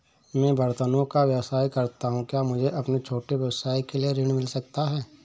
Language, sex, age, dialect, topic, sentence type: Hindi, male, 31-35, Awadhi Bundeli, banking, question